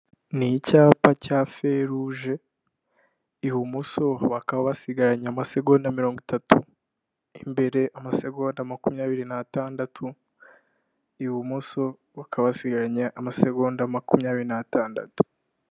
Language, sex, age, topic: Kinyarwanda, male, 18-24, government